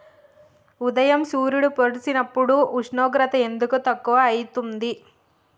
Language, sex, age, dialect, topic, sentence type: Telugu, female, 25-30, Telangana, agriculture, question